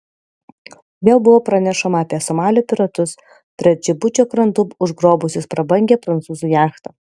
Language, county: Lithuanian, Panevėžys